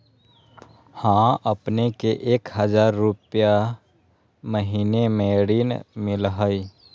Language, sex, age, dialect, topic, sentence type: Magahi, male, 18-24, Western, banking, question